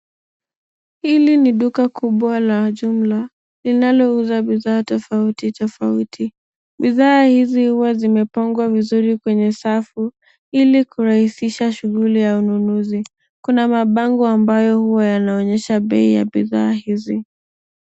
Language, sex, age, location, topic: Swahili, female, 18-24, Nairobi, finance